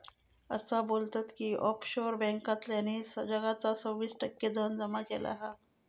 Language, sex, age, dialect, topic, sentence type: Marathi, female, 41-45, Southern Konkan, banking, statement